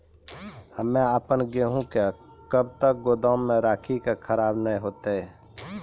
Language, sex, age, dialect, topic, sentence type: Maithili, male, 25-30, Angika, agriculture, question